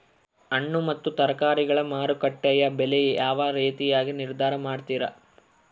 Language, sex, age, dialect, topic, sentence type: Kannada, male, 41-45, Central, agriculture, question